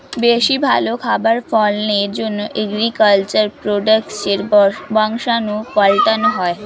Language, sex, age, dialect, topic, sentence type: Bengali, female, 60-100, Standard Colloquial, agriculture, statement